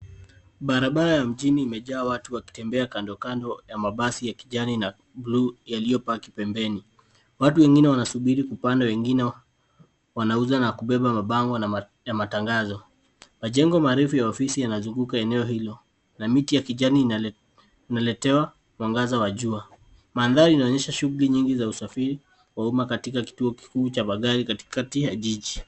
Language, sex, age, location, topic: Swahili, male, 18-24, Nairobi, government